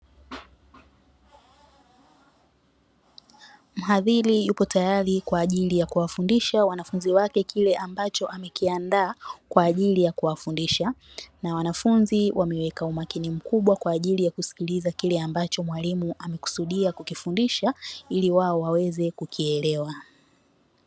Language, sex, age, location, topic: Swahili, female, 18-24, Dar es Salaam, education